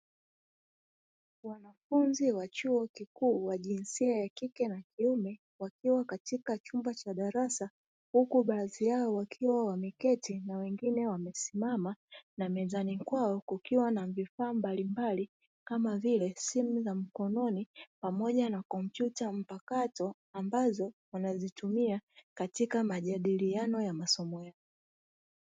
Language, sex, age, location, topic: Swahili, female, 25-35, Dar es Salaam, education